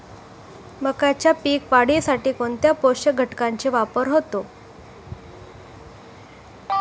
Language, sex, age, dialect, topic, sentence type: Marathi, female, 41-45, Standard Marathi, agriculture, question